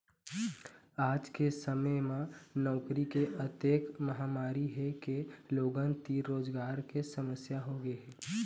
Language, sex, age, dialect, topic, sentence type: Chhattisgarhi, male, 18-24, Eastern, agriculture, statement